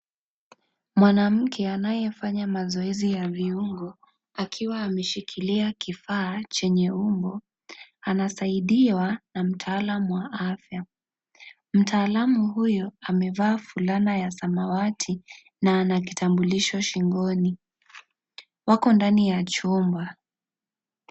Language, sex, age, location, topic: Swahili, female, 25-35, Kisii, health